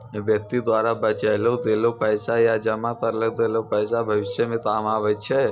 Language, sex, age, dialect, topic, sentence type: Maithili, male, 60-100, Angika, banking, statement